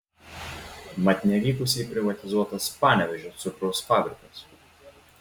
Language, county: Lithuanian, Klaipėda